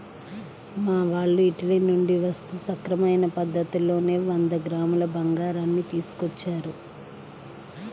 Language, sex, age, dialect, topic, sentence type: Telugu, male, 36-40, Central/Coastal, banking, statement